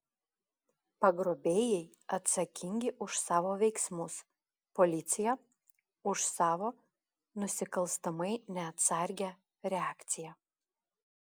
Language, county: Lithuanian, Klaipėda